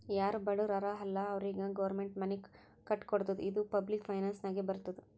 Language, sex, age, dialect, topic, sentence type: Kannada, female, 18-24, Northeastern, banking, statement